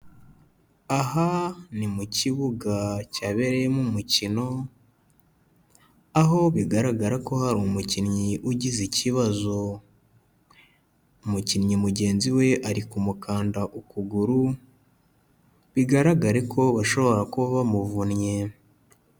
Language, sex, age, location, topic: Kinyarwanda, male, 25-35, Kigali, health